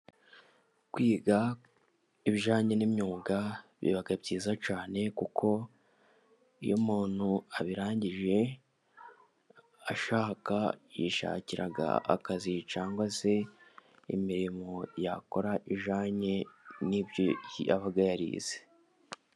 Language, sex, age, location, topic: Kinyarwanda, male, 18-24, Musanze, education